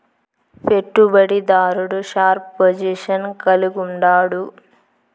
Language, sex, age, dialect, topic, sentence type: Telugu, female, 25-30, Southern, banking, statement